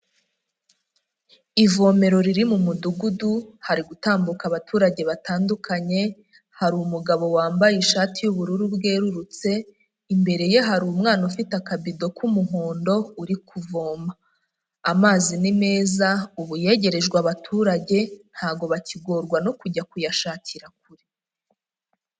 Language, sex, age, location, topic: Kinyarwanda, female, 25-35, Huye, health